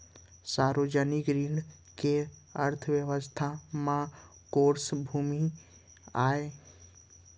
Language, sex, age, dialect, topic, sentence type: Chhattisgarhi, male, 60-100, Central, banking, question